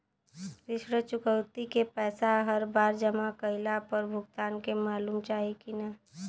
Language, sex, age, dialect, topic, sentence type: Bhojpuri, female, 18-24, Western, banking, question